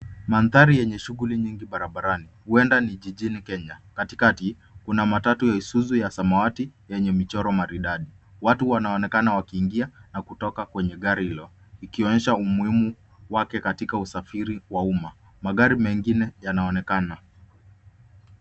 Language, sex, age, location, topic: Swahili, male, 25-35, Nairobi, government